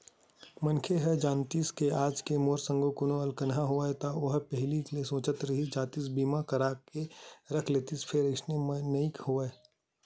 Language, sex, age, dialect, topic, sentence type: Chhattisgarhi, male, 18-24, Western/Budati/Khatahi, banking, statement